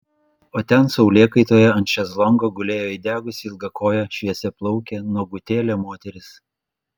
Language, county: Lithuanian, Klaipėda